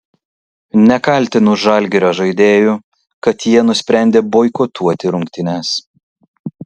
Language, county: Lithuanian, Kaunas